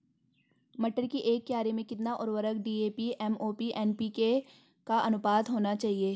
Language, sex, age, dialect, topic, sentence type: Hindi, female, 18-24, Garhwali, agriculture, question